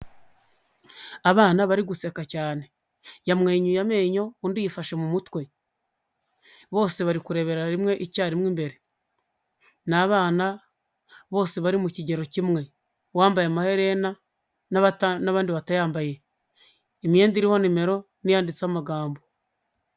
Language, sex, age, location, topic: Kinyarwanda, male, 25-35, Huye, health